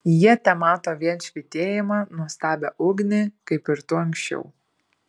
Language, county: Lithuanian, Šiauliai